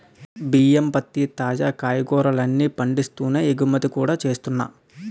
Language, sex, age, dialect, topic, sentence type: Telugu, male, 18-24, Utterandhra, agriculture, statement